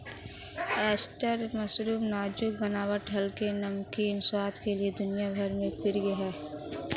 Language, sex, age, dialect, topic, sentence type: Hindi, female, 18-24, Marwari Dhudhari, agriculture, statement